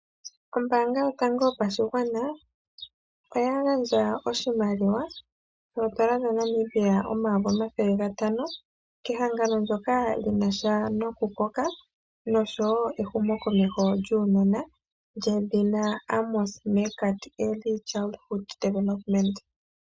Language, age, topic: Oshiwambo, 36-49, finance